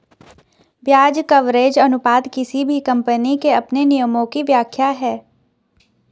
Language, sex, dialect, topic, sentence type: Hindi, female, Garhwali, banking, statement